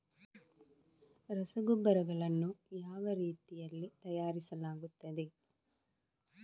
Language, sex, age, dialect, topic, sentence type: Kannada, female, 25-30, Coastal/Dakshin, agriculture, question